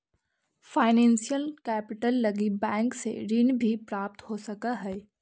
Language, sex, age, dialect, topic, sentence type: Magahi, female, 46-50, Central/Standard, agriculture, statement